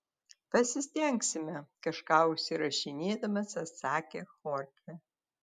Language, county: Lithuanian, Telšiai